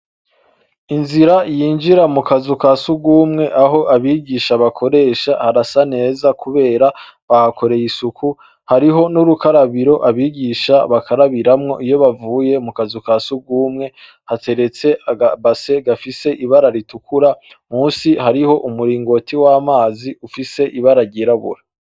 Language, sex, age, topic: Rundi, male, 25-35, education